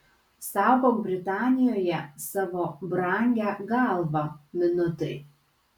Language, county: Lithuanian, Kaunas